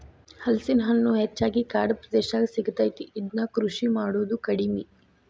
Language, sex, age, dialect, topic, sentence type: Kannada, female, 18-24, Dharwad Kannada, agriculture, statement